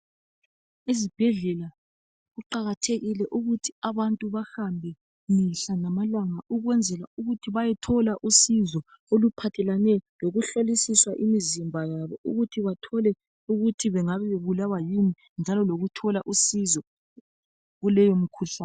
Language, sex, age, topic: North Ndebele, female, 36-49, health